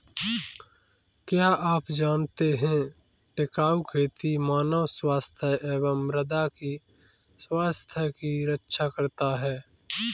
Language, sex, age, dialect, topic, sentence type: Hindi, male, 25-30, Kanauji Braj Bhasha, agriculture, statement